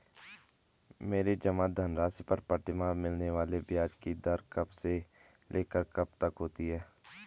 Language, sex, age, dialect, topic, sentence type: Hindi, male, 18-24, Garhwali, banking, question